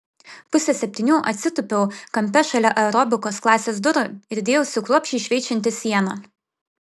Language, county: Lithuanian, Vilnius